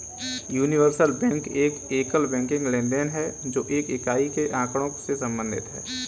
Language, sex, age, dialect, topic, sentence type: Hindi, male, 18-24, Kanauji Braj Bhasha, banking, statement